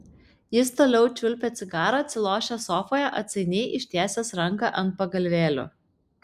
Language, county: Lithuanian, Kaunas